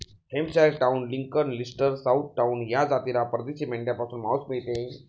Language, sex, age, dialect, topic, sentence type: Marathi, male, 36-40, Standard Marathi, agriculture, statement